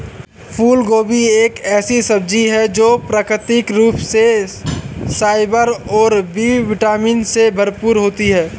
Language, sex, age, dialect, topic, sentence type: Hindi, male, 51-55, Awadhi Bundeli, agriculture, statement